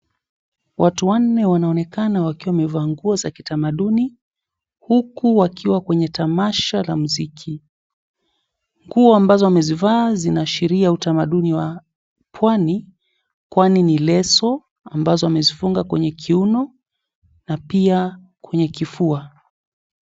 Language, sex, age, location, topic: Swahili, male, 25-35, Mombasa, government